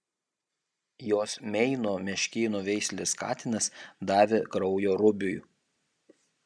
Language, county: Lithuanian, Kaunas